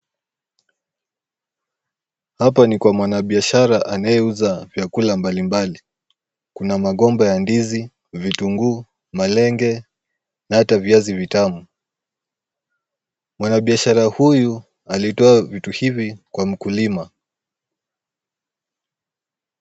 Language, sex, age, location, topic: Swahili, male, 18-24, Kisumu, finance